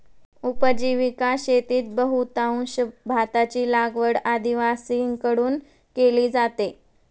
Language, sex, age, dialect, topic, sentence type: Marathi, female, 25-30, Standard Marathi, agriculture, statement